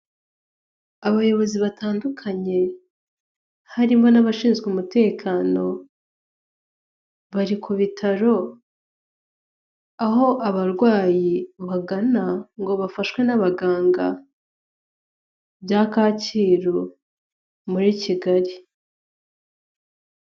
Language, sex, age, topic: Kinyarwanda, female, 18-24, health